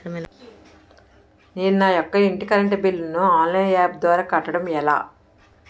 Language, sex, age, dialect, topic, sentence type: Telugu, female, 18-24, Utterandhra, banking, question